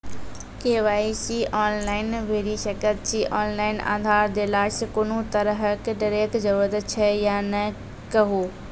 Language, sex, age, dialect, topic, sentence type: Maithili, female, 46-50, Angika, banking, question